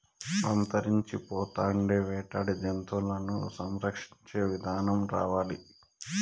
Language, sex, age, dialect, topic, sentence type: Telugu, male, 31-35, Southern, agriculture, statement